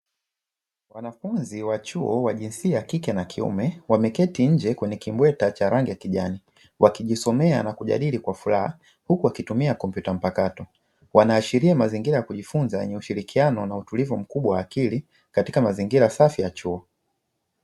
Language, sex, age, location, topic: Swahili, male, 25-35, Dar es Salaam, education